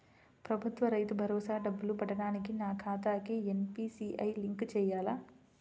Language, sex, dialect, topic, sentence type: Telugu, female, Central/Coastal, banking, question